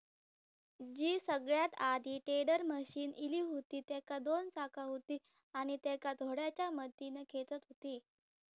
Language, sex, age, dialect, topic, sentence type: Marathi, female, 18-24, Southern Konkan, agriculture, statement